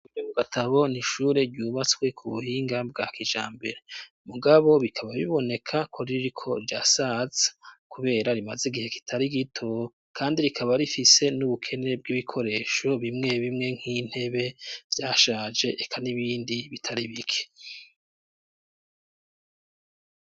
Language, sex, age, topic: Rundi, male, 36-49, education